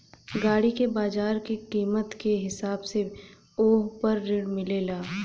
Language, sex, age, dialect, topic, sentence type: Bhojpuri, female, 25-30, Western, banking, statement